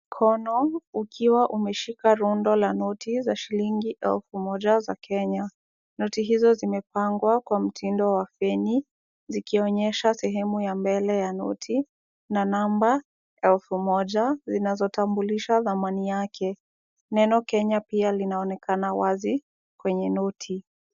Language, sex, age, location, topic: Swahili, female, 18-24, Kisumu, finance